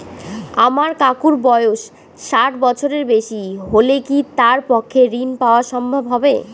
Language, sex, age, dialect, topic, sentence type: Bengali, female, 18-24, Northern/Varendri, banking, statement